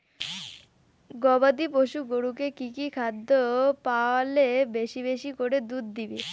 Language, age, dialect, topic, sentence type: Bengali, <18, Rajbangshi, agriculture, question